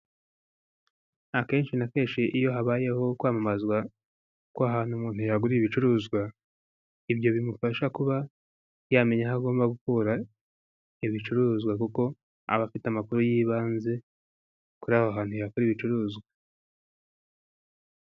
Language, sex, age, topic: Kinyarwanda, male, 18-24, government